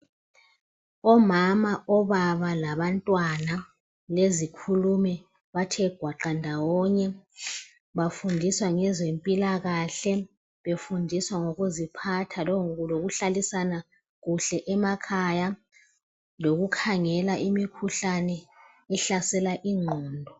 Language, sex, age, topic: North Ndebele, female, 36-49, health